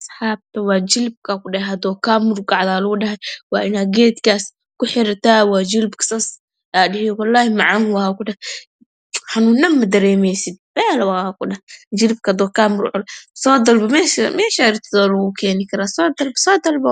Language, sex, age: Somali, male, 18-24